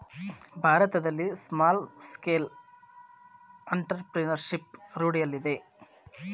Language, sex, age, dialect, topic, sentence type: Kannada, male, 36-40, Mysore Kannada, banking, statement